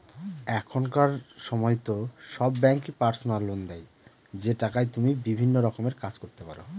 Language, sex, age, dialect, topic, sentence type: Bengali, male, 25-30, Northern/Varendri, banking, statement